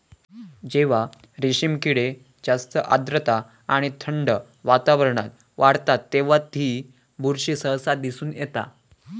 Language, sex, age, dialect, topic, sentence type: Marathi, male, <18, Southern Konkan, agriculture, statement